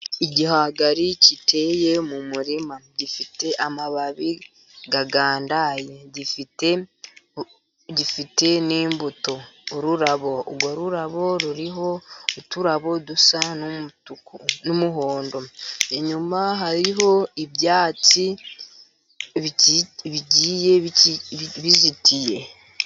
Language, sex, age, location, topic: Kinyarwanda, female, 50+, Musanze, agriculture